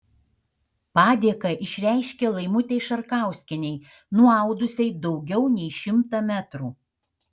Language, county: Lithuanian, Šiauliai